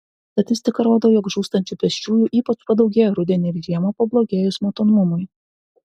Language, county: Lithuanian, Vilnius